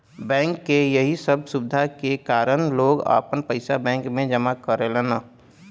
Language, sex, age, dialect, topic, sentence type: Bhojpuri, male, 25-30, Western, banking, statement